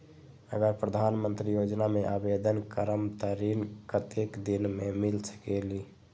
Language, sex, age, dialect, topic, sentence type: Magahi, male, 18-24, Western, banking, question